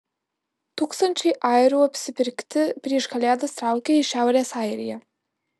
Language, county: Lithuanian, Alytus